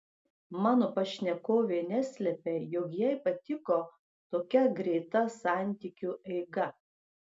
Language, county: Lithuanian, Klaipėda